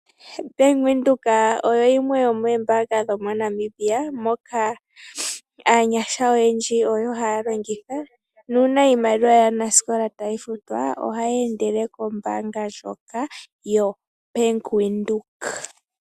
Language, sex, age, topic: Oshiwambo, female, 18-24, finance